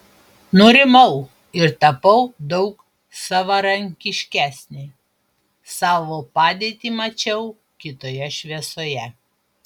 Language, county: Lithuanian, Panevėžys